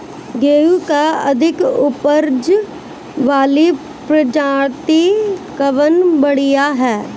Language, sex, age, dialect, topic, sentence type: Bhojpuri, female, 18-24, Northern, agriculture, question